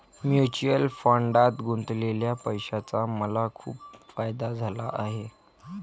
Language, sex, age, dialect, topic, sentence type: Marathi, male, 18-24, Varhadi, banking, statement